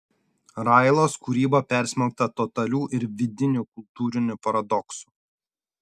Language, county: Lithuanian, Šiauliai